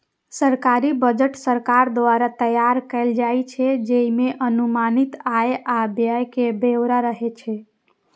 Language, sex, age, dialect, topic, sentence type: Maithili, female, 18-24, Eastern / Thethi, banking, statement